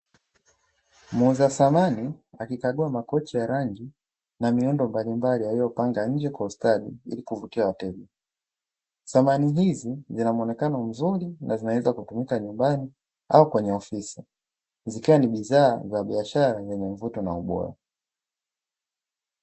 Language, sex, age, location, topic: Swahili, male, 25-35, Dar es Salaam, finance